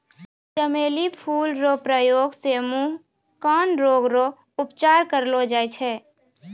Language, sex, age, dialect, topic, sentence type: Maithili, female, 31-35, Angika, agriculture, statement